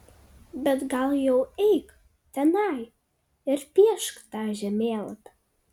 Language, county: Lithuanian, Kaunas